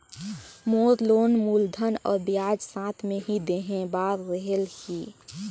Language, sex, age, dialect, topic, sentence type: Chhattisgarhi, female, 18-24, Northern/Bhandar, banking, question